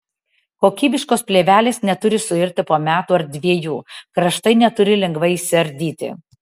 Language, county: Lithuanian, Tauragė